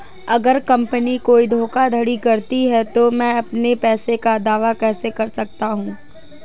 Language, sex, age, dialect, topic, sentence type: Hindi, female, 18-24, Marwari Dhudhari, banking, question